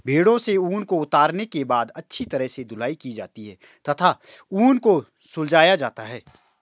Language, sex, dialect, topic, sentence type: Hindi, male, Marwari Dhudhari, agriculture, statement